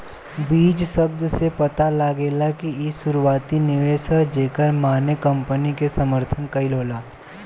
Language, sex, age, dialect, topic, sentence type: Bhojpuri, male, 18-24, Southern / Standard, banking, statement